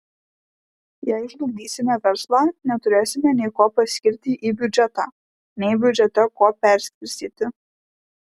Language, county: Lithuanian, Klaipėda